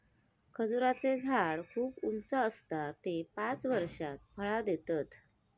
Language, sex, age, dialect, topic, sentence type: Marathi, female, 25-30, Southern Konkan, agriculture, statement